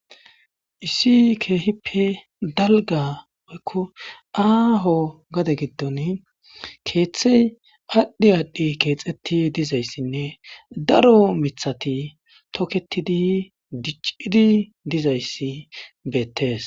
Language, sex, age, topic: Gamo, male, 25-35, government